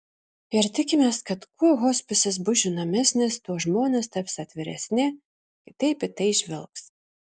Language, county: Lithuanian, Šiauliai